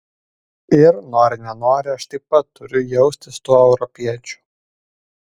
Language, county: Lithuanian, Vilnius